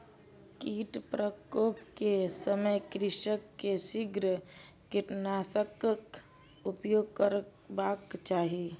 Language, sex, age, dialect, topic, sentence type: Maithili, female, 18-24, Southern/Standard, agriculture, statement